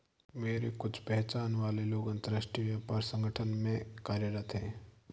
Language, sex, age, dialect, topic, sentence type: Hindi, male, 46-50, Marwari Dhudhari, banking, statement